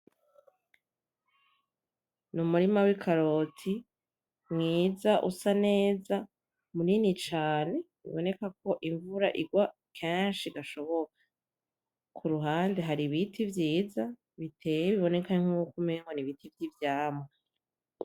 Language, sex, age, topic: Rundi, female, 25-35, agriculture